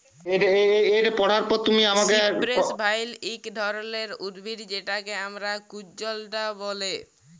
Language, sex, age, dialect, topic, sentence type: Bengali, male, 41-45, Jharkhandi, agriculture, statement